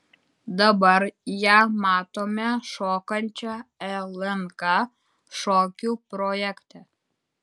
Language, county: Lithuanian, Utena